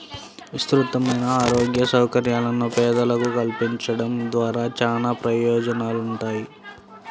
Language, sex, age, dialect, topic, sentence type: Telugu, male, 18-24, Central/Coastal, banking, statement